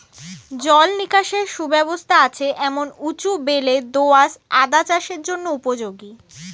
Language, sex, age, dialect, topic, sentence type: Bengali, female, 18-24, Standard Colloquial, agriculture, statement